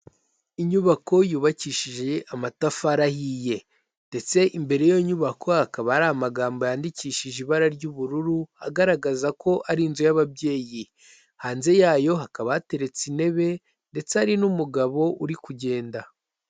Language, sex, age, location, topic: Kinyarwanda, male, 18-24, Kigali, health